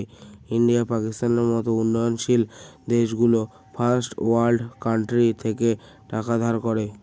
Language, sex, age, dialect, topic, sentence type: Bengali, male, <18, Northern/Varendri, banking, statement